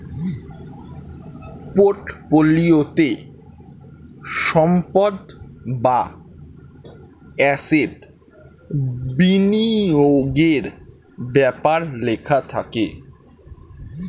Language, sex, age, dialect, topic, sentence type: Bengali, male, <18, Standard Colloquial, banking, statement